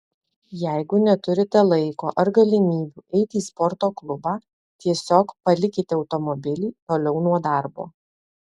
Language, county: Lithuanian, Alytus